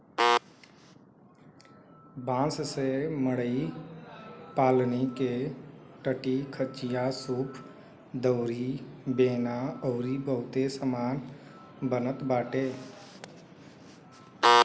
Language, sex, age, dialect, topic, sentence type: Bhojpuri, male, 18-24, Western, agriculture, statement